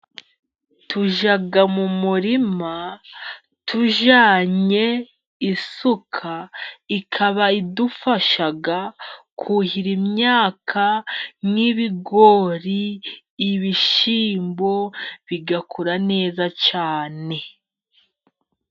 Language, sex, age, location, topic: Kinyarwanda, female, 18-24, Musanze, agriculture